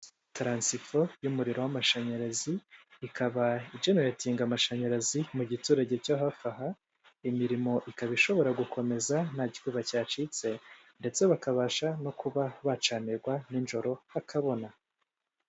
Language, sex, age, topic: Kinyarwanda, male, 18-24, government